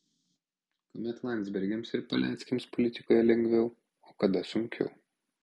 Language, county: Lithuanian, Kaunas